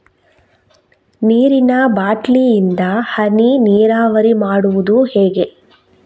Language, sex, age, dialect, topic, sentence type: Kannada, female, 36-40, Coastal/Dakshin, agriculture, question